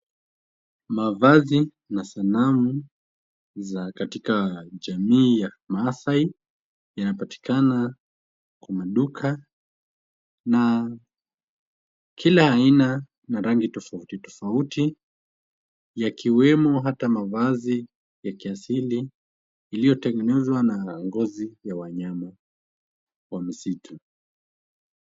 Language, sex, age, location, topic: Swahili, male, 18-24, Kisumu, finance